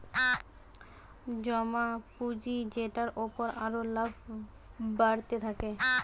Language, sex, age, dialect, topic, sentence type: Bengali, female, 18-24, Western, banking, statement